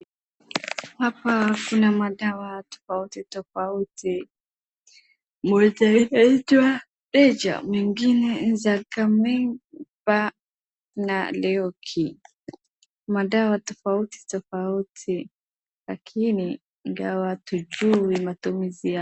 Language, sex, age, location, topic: Swahili, female, 36-49, Wajir, health